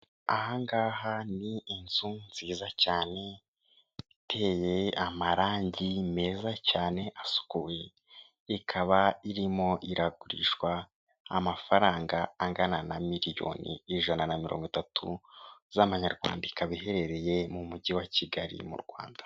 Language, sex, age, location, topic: Kinyarwanda, male, 18-24, Kigali, finance